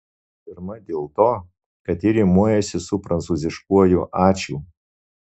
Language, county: Lithuanian, Marijampolė